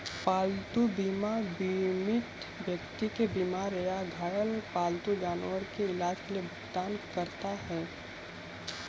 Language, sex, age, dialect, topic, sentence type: Hindi, male, 18-24, Kanauji Braj Bhasha, banking, statement